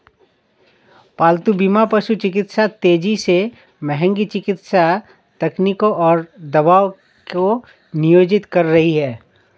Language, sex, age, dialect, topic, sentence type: Hindi, male, 31-35, Awadhi Bundeli, banking, statement